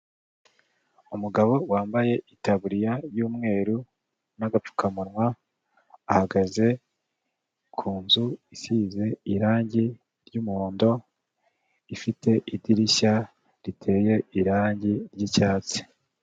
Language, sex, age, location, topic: Kinyarwanda, male, 25-35, Kigali, health